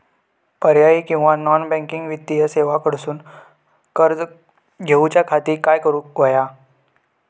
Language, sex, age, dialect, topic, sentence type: Marathi, male, 31-35, Southern Konkan, banking, question